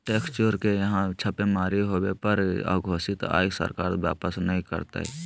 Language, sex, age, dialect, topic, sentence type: Magahi, male, 18-24, Southern, banking, statement